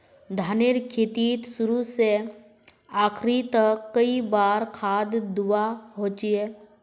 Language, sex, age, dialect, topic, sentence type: Magahi, female, 31-35, Northeastern/Surjapuri, agriculture, question